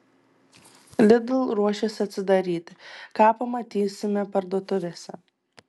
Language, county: Lithuanian, Tauragė